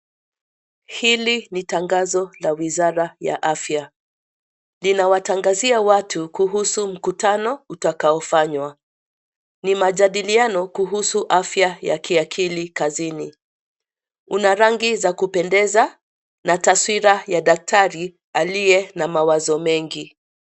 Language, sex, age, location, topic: Swahili, female, 50+, Nairobi, health